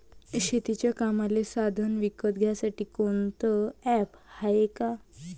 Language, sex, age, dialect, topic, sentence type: Marathi, female, 25-30, Varhadi, agriculture, question